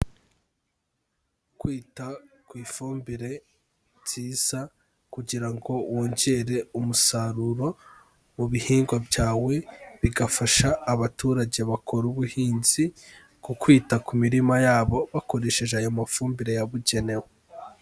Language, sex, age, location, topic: Kinyarwanda, male, 18-24, Kigali, agriculture